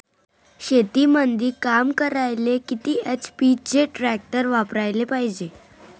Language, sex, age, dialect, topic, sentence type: Marathi, female, 25-30, Varhadi, agriculture, question